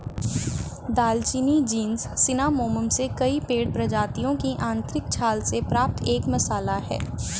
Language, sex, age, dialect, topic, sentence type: Hindi, female, 25-30, Hindustani Malvi Khadi Boli, agriculture, statement